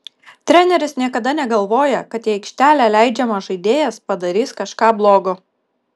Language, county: Lithuanian, Kaunas